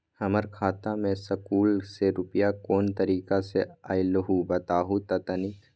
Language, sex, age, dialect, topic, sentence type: Magahi, male, 18-24, Western, banking, question